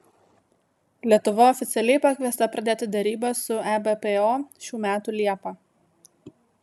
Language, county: Lithuanian, Vilnius